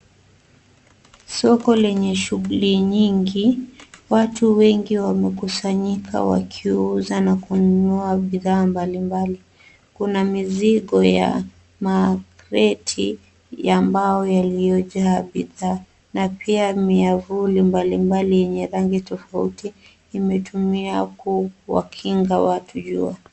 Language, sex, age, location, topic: Swahili, female, 18-24, Kisumu, finance